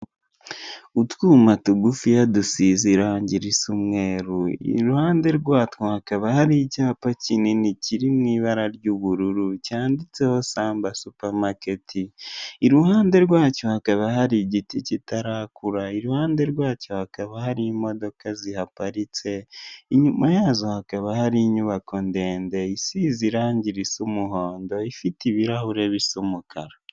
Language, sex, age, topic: Kinyarwanda, male, 18-24, government